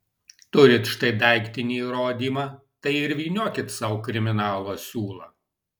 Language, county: Lithuanian, Alytus